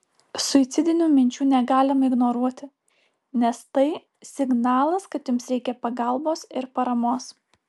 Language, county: Lithuanian, Alytus